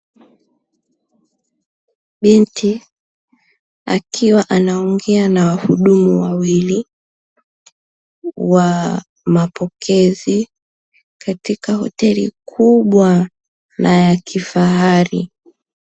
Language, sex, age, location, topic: Swahili, female, 18-24, Dar es Salaam, finance